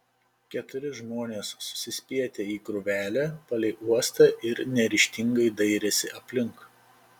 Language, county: Lithuanian, Panevėžys